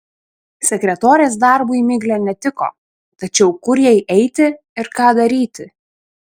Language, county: Lithuanian, Šiauliai